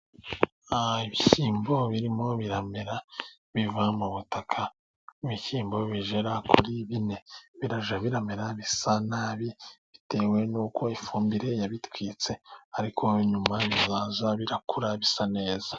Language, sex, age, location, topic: Kinyarwanda, male, 25-35, Musanze, agriculture